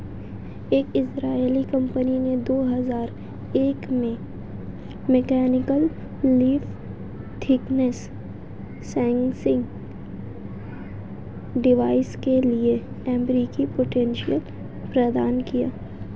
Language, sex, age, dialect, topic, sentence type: Hindi, female, 18-24, Hindustani Malvi Khadi Boli, agriculture, statement